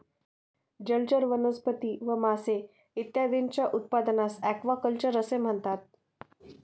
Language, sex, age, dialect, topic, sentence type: Marathi, female, 25-30, Standard Marathi, agriculture, statement